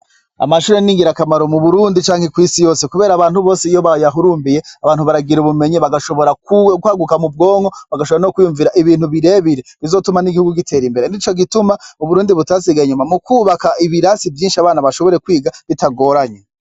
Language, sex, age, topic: Rundi, male, 36-49, education